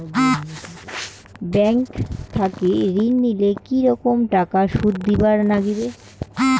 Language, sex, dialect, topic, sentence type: Bengali, female, Rajbangshi, banking, question